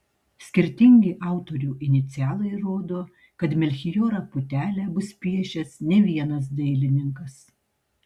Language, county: Lithuanian, Tauragė